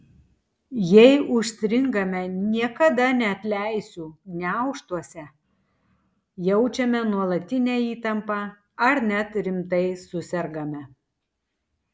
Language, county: Lithuanian, Tauragė